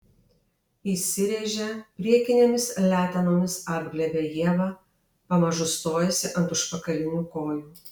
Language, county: Lithuanian, Alytus